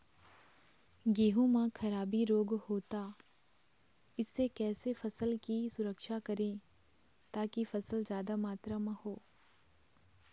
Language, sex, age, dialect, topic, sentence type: Chhattisgarhi, female, 25-30, Eastern, agriculture, question